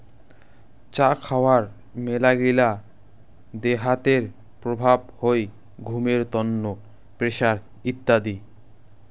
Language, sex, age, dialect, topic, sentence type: Bengali, male, 25-30, Rajbangshi, agriculture, statement